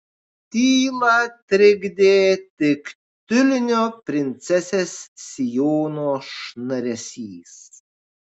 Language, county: Lithuanian, Kaunas